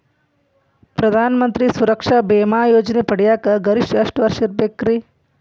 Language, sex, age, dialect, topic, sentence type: Kannada, female, 41-45, Dharwad Kannada, banking, question